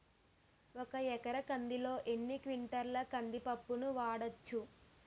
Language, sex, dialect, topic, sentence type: Telugu, female, Utterandhra, agriculture, question